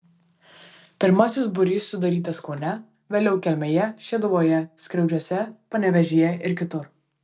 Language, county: Lithuanian, Vilnius